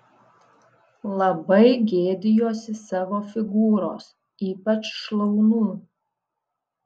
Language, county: Lithuanian, Kaunas